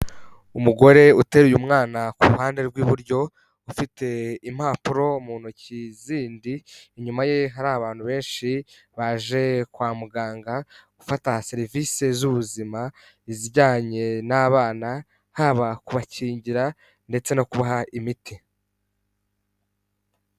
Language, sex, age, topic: Kinyarwanda, male, 18-24, health